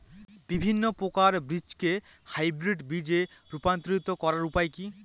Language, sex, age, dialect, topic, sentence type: Bengali, male, 25-30, Northern/Varendri, agriculture, question